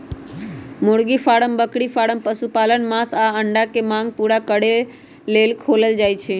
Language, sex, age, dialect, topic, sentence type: Magahi, male, 18-24, Western, agriculture, statement